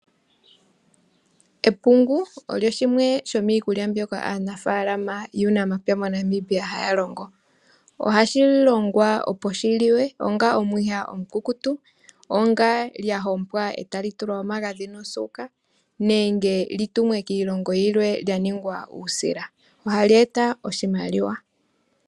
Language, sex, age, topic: Oshiwambo, female, 25-35, agriculture